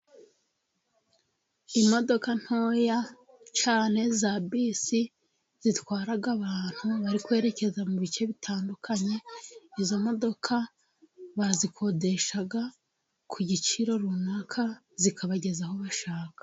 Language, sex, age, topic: Kinyarwanda, female, 25-35, government